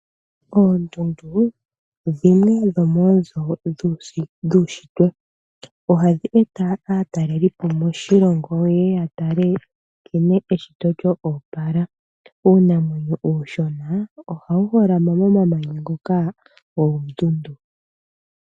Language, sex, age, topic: Oshiwambo, male, 25-35, agriculture